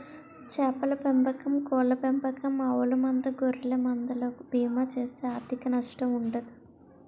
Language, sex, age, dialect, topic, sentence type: Telugu, female, 18-24, Utterandhra, agriculture, statement